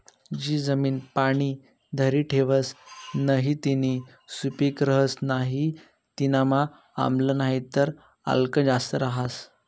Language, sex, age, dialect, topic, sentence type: Marathi, male, 18-24, Northern Konkan, agriculture, statement